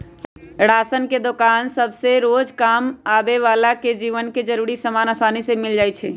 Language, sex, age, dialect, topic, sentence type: Magahi, female, 25-30, Western, agriculture, statement